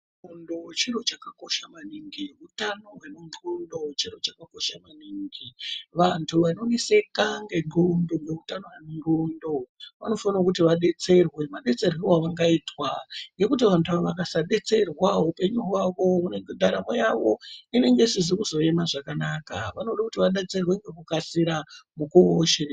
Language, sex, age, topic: Ndau, female, 36-49, health